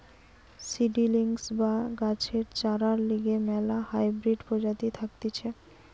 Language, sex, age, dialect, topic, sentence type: Bengali, female, 18-24, Western, agriculture, statement